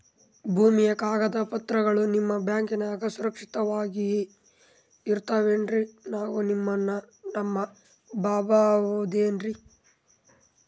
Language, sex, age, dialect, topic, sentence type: Kannada, male, 18-24, Northeastern, banking, question